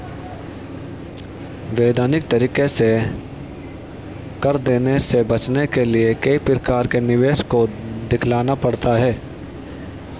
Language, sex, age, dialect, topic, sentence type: Hindi, male, 31-35, Marwari Dhudhari, banking, statement